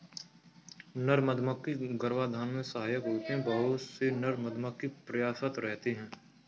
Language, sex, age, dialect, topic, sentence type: Hindi, male, 18-24, Kanauji Braj Bhasha, agriculture, statement